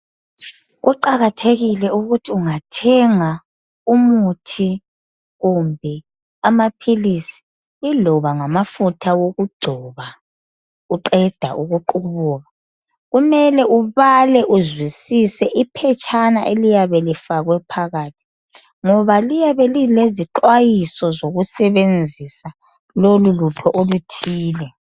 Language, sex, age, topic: North Ndebele, female, 25-35, health